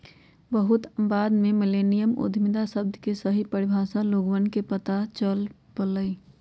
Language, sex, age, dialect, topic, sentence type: Magahi, female, 51-55, Western, banking, statement